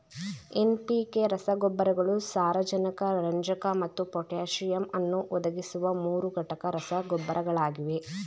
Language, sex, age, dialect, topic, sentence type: Kannada, female, 18-24, Mysore Kannada, agriculture, statement